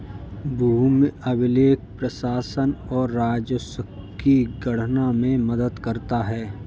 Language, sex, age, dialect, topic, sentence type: Hindi, male, 25-30, Kanauji Braj Bhasha, agriculture, statement